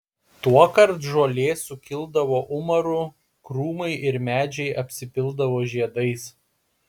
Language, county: Lithuanian, Panevėžys